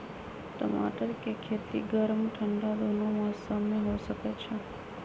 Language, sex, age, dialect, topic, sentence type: Magahi, female, 31-35, Western, agriculture, statement